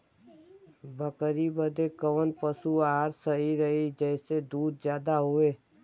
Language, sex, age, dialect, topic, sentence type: Bhojpuri, female, 18-24, Western, agriculture, question